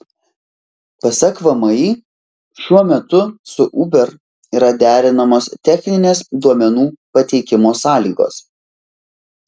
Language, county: Lithuanian, Vilnius